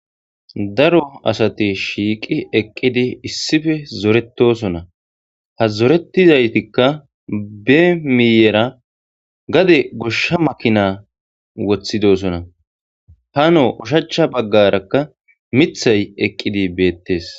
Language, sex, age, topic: Gamo, male, 25-35, agriculture